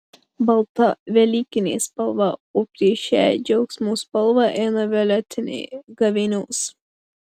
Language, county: Lithuanian, Marijampolė